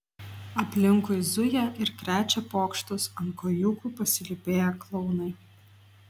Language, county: Lithuanian, Šiauliai